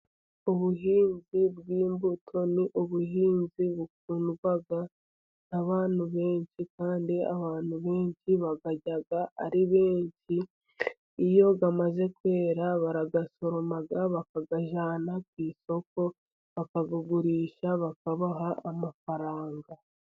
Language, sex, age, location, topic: Kinyarwanda, female, 50+, Musanze, agriculture